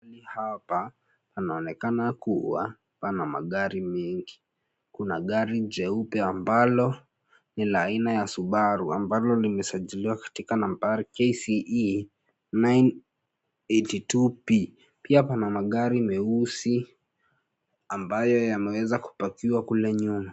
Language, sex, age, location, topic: Swahili, male, 18-24, Nairobi, finance